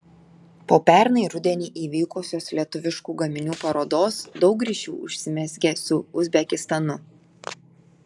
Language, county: Lithuanian, Telšiai